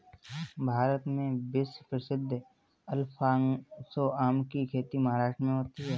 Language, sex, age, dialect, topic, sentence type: Hindi, male, 18-24, Marwari Dhudhari, agriculture, statement